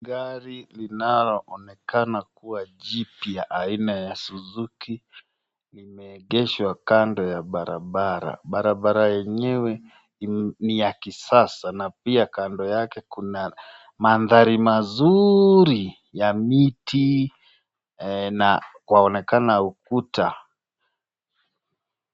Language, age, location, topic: Swahili, 36-49, Nakuru, finance